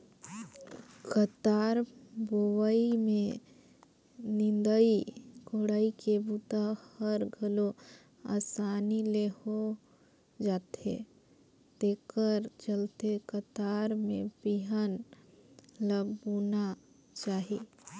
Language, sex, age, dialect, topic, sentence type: Chhattisgarhi, female, 18-24, Northern/Bhandar, agriculture, statement